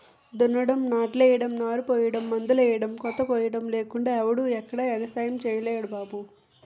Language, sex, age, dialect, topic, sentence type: Telugu, female, 18-24, Utterandhra, agriculture, statement